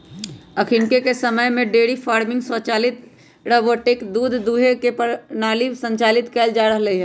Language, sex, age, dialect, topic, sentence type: Magahi, female, 25-30, Western, agriculture, statement